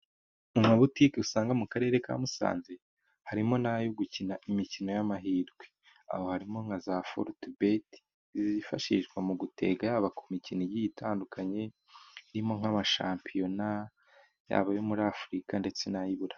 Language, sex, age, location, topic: Kinyarwanda, male, 18-24, Musanze, finance